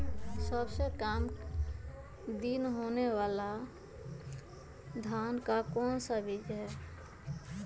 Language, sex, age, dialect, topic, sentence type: Magahi, female, 25-30, Western, agriculture, question